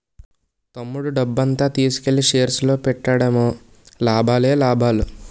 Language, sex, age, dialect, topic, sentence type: Telugu, male, 18-24, Utterandhra, banking, statement